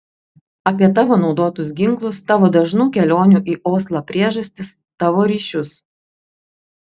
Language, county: Lithuanian, Klaipėda